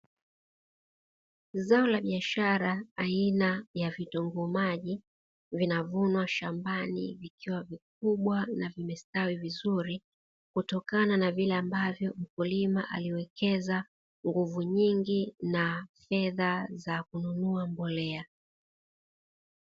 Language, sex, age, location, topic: Swahili, female, 36-49, Dar es Salaam, agriculture